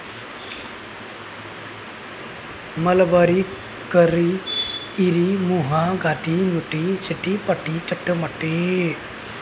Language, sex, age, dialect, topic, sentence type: Maithili, male, 18-24, Bajjika, agriculture, statement